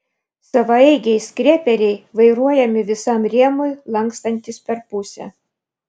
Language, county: Lithuanian, Vilnius